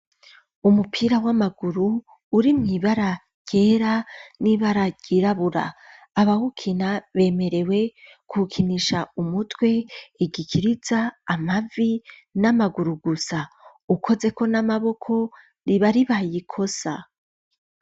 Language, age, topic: Rundi, 25-35, education